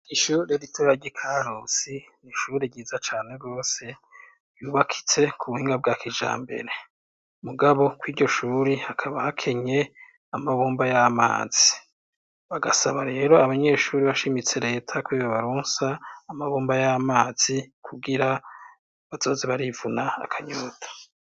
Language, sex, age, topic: Rundi, male, 36-49, education